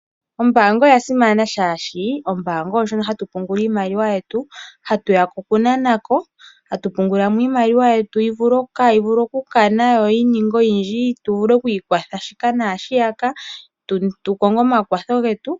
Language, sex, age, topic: Oshiwambo, female, 25-35, finance